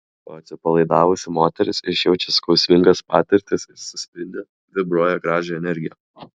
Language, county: Lithuanian, Klaipėda